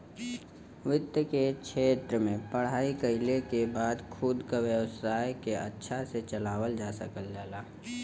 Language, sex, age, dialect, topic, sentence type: Bhojpuri, male, 18-24, Western, banking, statement